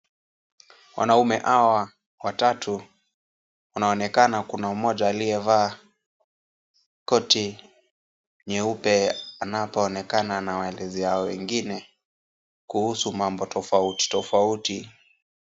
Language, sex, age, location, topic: Swahili, male, 18-24, Kisumu, health